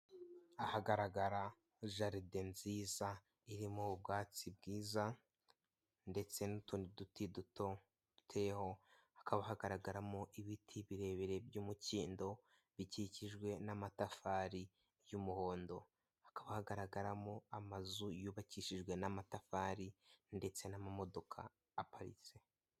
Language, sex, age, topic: Kinyarwanda, male, 18-24, government